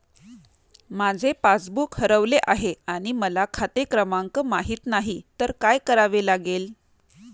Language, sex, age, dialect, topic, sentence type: Marathi, female, 31-35, Standard Marathi, banking, question